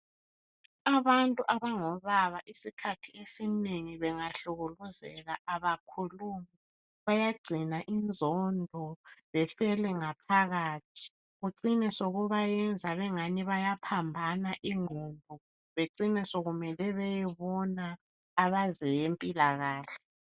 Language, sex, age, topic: North Ndebele, female, 25-35, health